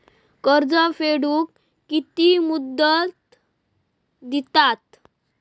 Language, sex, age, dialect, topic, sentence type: Marathi, male, 18-24, Southern Konkan, banking, question